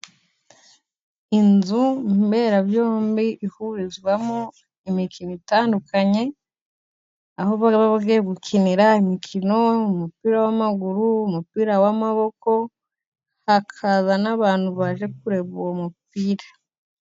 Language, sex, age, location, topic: Kinyarwanda, female, 18-24, Musanze, government